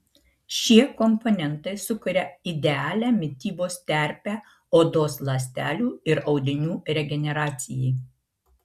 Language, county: Lithuanian, Marijampolė